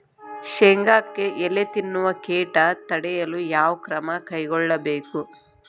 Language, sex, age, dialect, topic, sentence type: Kannada, female, 36-40, Dharwad Kannada, agriculture, question